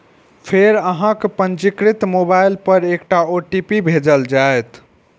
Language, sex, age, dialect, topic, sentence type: Maithili, male, 51-55, Eastern / Thethi, banking, statement